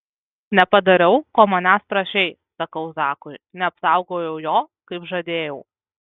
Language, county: Lithuanian, Kaunas